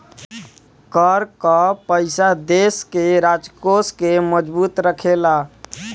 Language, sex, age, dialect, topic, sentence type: Bhojpuri, male, 18-24, Northern, banking, statement